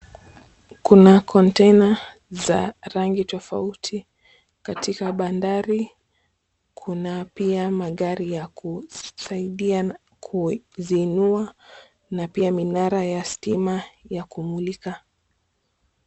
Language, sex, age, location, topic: Swahili, female, 25-35, Mombasa, government